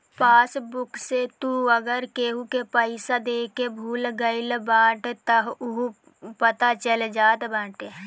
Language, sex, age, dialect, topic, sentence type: Bhojpuri, female, 18-24, Northern, banking, statement